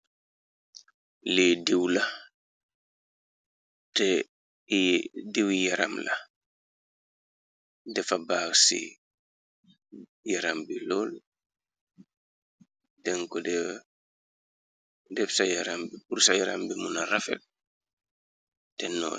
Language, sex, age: Wolof, male, 36-49